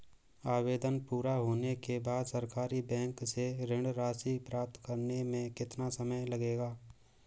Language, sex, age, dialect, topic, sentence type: Hindi, male, 18-24, Marwari Dhudhari, banking, question